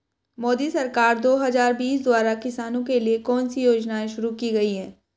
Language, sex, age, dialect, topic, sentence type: Hindi, female, 18-24, Hindustani Malvi Khadi Boli, agriculture, question